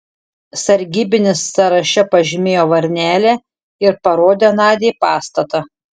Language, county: Lithuanian, Šiauliai